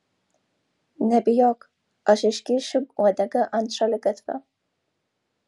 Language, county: Lithuanian, Vilnius